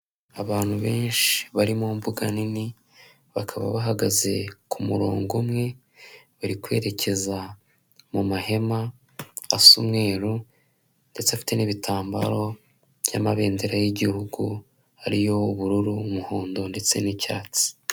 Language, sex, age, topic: Kinyarwanda, male, 18-24, government